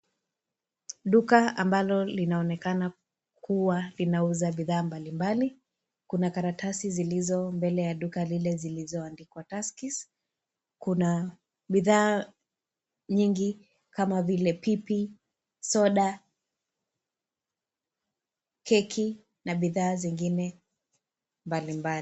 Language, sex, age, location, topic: Swahili, female, 18-24, Kisii, finance